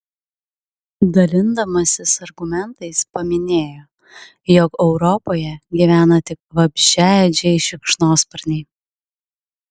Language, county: Lithuanian, Klaipėda